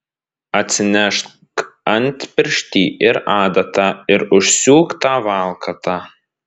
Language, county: Lithuanian, Vilnius